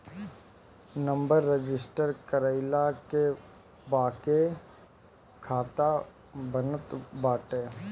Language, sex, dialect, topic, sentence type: Bhojpuri, male, Northern, banking, statement